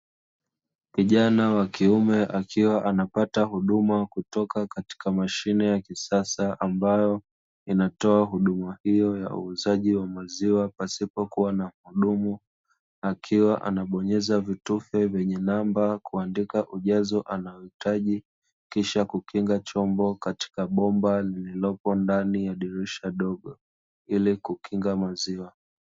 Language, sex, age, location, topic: Swahili, male, 25-35, Dar es Salaam, finance